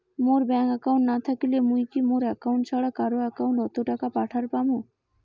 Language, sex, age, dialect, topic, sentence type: Bengali, female, 18-24, Rajbangshi, banking, question